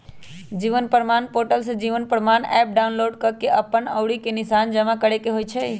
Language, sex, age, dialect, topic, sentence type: Magahi, male, 31-35, Western, banking, statement